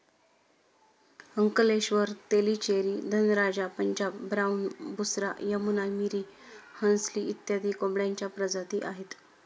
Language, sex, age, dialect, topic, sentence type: Marathi, female, 36-40, Standard Marathi, agriculture, statement